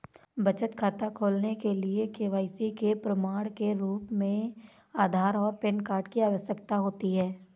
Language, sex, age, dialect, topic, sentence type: Hindi, female, 18-24, Awadhi Bundeli, banking, statement